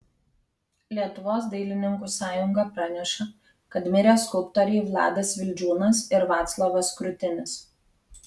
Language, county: Lithuanian, Kaunas